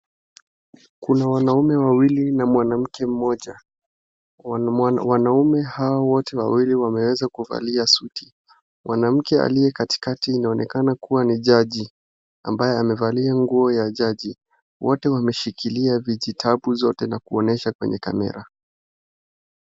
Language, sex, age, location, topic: Swahili, male, 36-49, Wajir, government